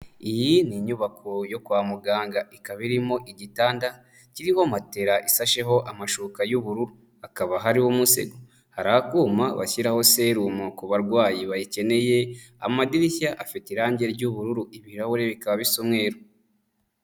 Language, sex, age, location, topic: Kinyarwanda, male, 25-35, Nyagatare, health